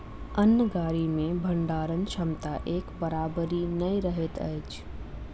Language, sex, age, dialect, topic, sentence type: Maithili, female, 25-30, Southern/Standard, agriculture, statement